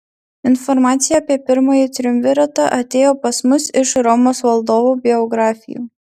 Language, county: Lithuanian, Marijampolė